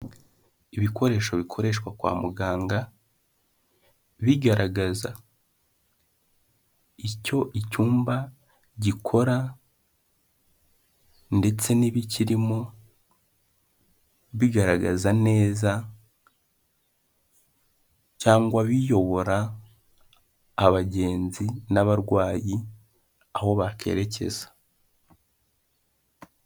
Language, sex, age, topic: Kinyarwanda, male, 18-24, health